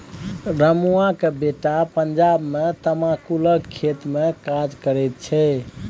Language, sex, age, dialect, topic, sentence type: Maithili, male, 31-35, Bajjika, agriculture, statement